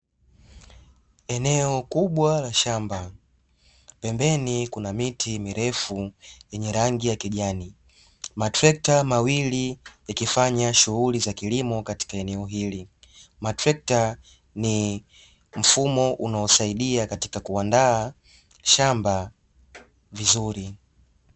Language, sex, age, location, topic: Swahili, male, 25-35, Dar es Salaam, agriculture